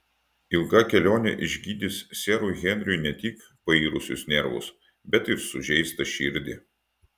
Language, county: Lithuanian, Utena